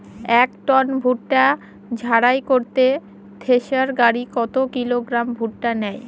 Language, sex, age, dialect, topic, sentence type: Bengali, female, 18-24, Northern/Varendri, agriculture, question